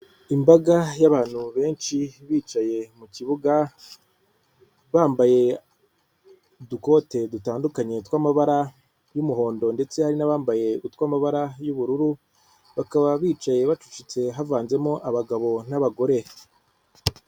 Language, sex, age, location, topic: Kinyarwanda, female, 36-49, Kigali, government